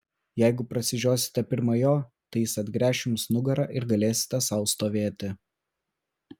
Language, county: Lithuanian, Vilnius